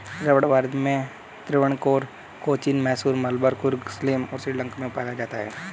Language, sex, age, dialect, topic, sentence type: Hindi, male, 18-24, Hindustani Malvi Khadi Boli, agriculture, statement